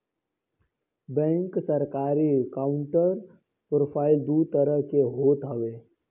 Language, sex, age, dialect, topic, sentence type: Bhojpuri, male, <18, Northern, banking, statement